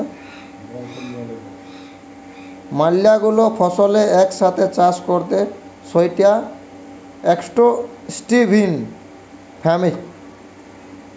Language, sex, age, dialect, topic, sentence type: Bengali, male, 18-24, Western, agriculture, statement